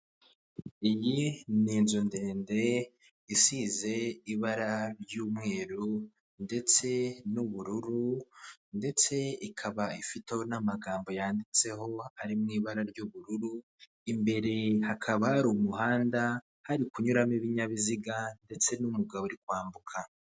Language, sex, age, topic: Kinyarwanda, male, 18-24, finance